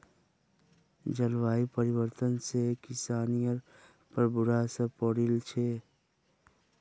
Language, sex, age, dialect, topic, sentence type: Magahi, male, 25-30, Northeastern/Surjapuri, agriculture, statement